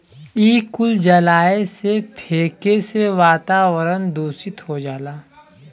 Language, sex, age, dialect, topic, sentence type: Bhojpuri, male, 31-35, Western, agriculture, statement